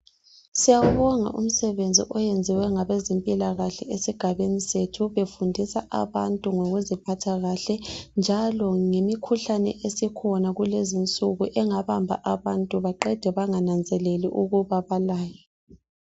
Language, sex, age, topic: North Ndebele, female, 18-24, health